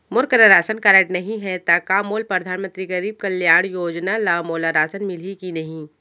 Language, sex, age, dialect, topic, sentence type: Chhattisgarhi, female, 25-30, Central, banking, question